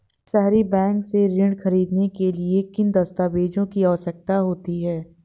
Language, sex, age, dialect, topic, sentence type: Hindi, female, 18-24, Awadhi Bundeli, banking, question